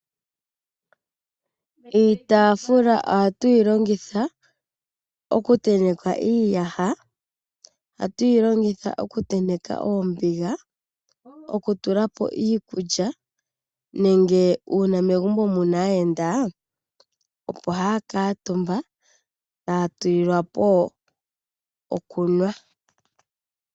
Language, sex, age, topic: Oshiwambo, female, 25-35, finance